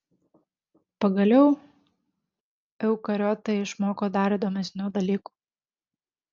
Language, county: Lithuanian, Šiauliai